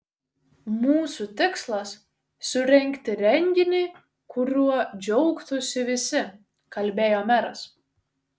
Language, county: Lithuanian, Šiauliai